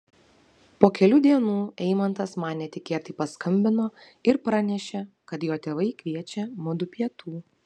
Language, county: Lithuanian, Vilnius